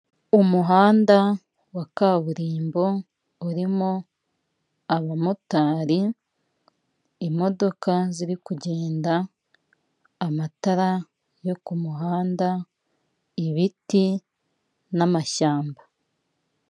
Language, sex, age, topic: Kinyarwanda, female, 36-49, government